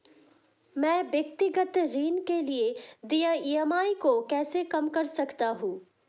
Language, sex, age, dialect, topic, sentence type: Hindi, female, 18-24, Hindustani Malvi Khadi Boli, banking, question